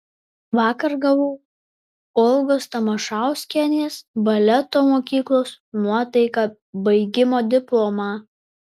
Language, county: Lithuanian, Vilnius